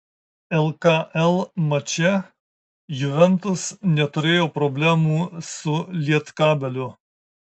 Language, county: Lithuanian, Marijampolė